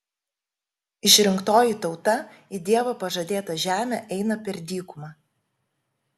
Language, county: Lithuanian, Kaunas